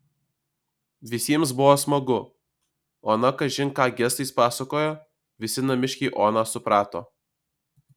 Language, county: Lithuanian, Alytus